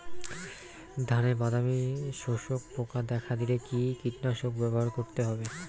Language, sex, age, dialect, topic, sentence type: Bengali, male, 18-24, Rajbangshi, agriculture, question